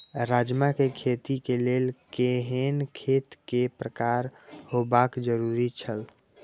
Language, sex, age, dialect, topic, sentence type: Maithili, male, 18-24, Eastern / Thethi, agriculture, question